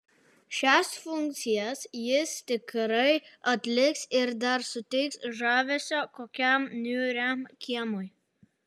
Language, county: Lithuanian, Utena